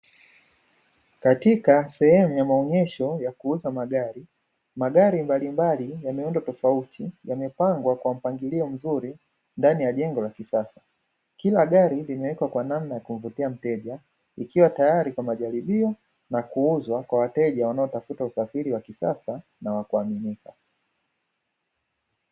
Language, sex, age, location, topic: Swahili, male, 25-35, Dar es Salaam, finance